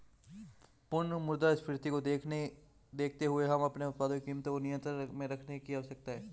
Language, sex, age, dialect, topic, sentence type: Hindi, male, 25-30, Marwari Dhudhari, banking, statement